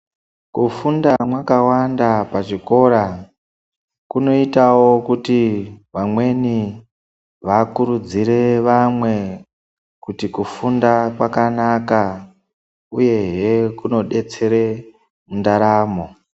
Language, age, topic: Ndau, 50+, education